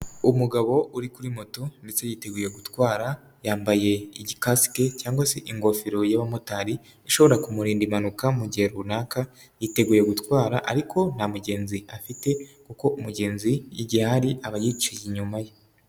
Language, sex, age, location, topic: Kinyarwanda, male, 18-24, Nyagatare, finance